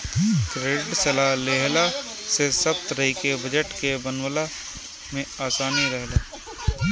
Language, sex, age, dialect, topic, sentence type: Bhojpuri, male, 18-24, Northern, banking, statement